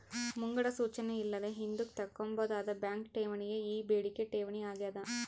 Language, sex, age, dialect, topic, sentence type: Kannada, female, 25-30, Central, banking, statement